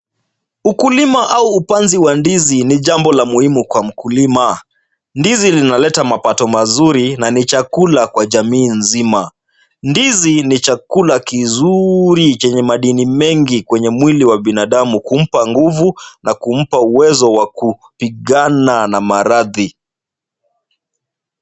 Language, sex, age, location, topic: Swahili, male, 36-49, Kisumu, agriculture